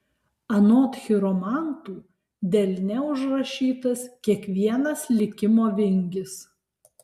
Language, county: Lithuanian, Alytus